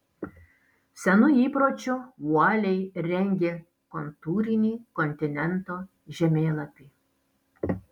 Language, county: Lithuanian, Alytus